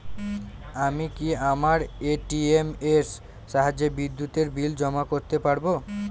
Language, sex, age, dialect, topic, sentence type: Bengali, male, 18-24, Northern/Varendri, banking, question